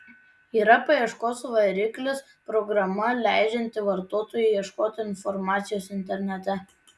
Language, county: Lithuanian, Tauragė